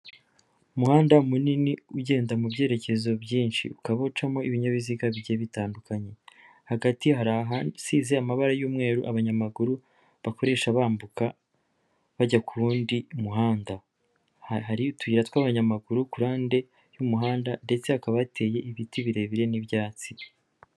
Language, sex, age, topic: Kinyarwanda, female, 25-35, government